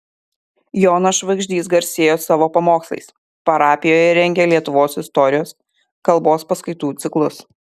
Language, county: Lithuanian, Kaunas